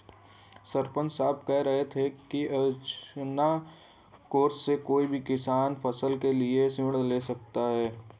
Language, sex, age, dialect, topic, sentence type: Hindi, male, 18-24, Hindustani Malvi Khadi Boli, agriculture, statement